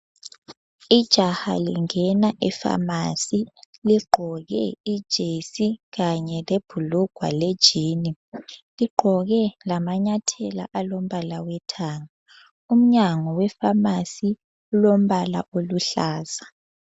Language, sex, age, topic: North Ndebele, female, 18-24, health